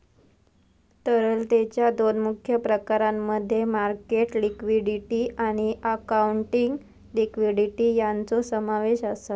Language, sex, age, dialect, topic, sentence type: Marathi, male, 18-24, Southern Konkan, banking, statement